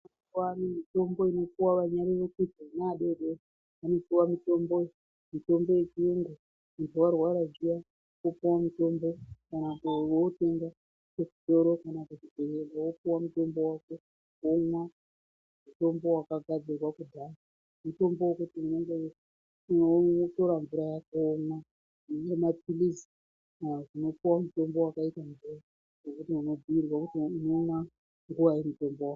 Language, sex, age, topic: Ndau, female, 36-49, health